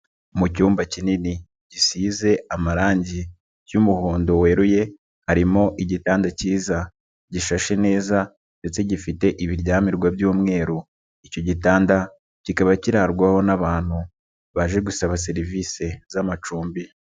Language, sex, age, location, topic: Kinyarwanda, male, 25-35, Nyagatare, finance